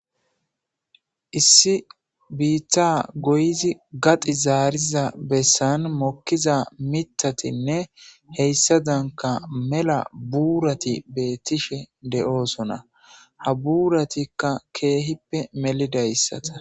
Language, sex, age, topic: Gamo, male, 25-35, government